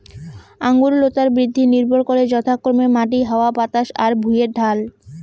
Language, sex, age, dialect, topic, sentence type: Bengali, female, 18-24, Rajbangshi, agriculture, statement